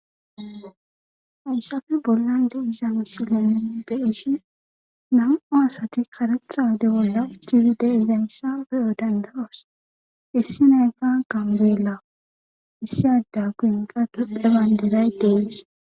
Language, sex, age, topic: Gamo, female, 18-24, government